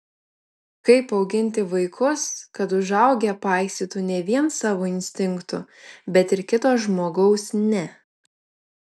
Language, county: Lithuanian, Vilnius